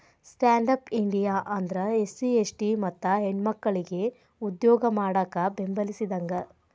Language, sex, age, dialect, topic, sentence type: Kannada, female, 25-30, Dharwad Kannada, banking, statement